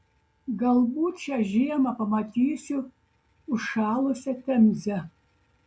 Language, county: Lithuanian, Šiauliai